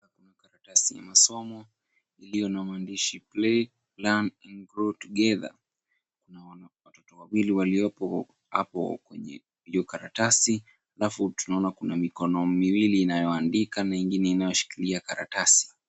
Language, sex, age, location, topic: Swahili, male, 50+, Kisumu, education